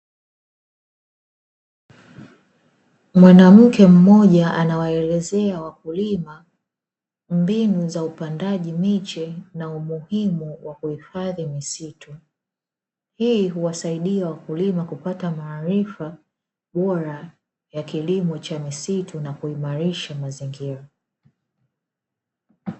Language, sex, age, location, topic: Swahili, female, 25-35, Dar es Salaam, agriculture